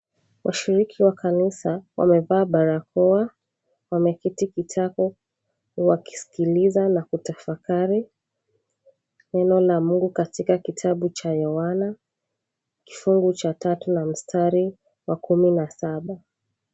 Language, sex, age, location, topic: Swahili, female, 25-35, Mombasa, government